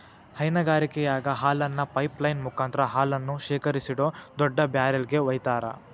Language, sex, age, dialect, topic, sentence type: Kannada, male, 18-24, Dharwad Kannada, agriculture, statement